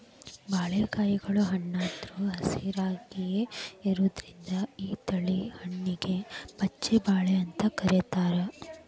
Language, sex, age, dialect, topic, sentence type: Kannada, female, 18-24, Dharwad Kannada, agriculture, statement